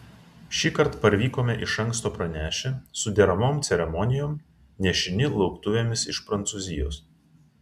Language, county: Lithuanian, Vilnius